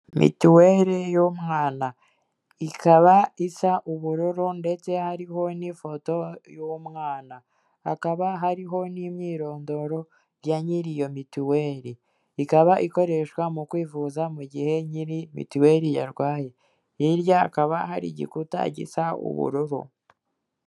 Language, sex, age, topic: Kinyarwanda, female, 18-24, finance